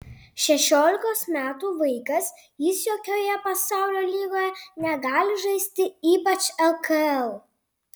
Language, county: Lithuanian, Panevėžys